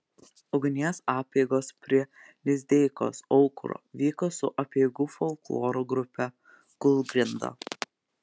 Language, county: Lithuanian, Telšiai